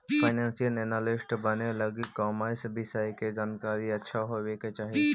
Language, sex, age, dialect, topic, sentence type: Magahi, male, 25-30, Central/Standard, banking, statement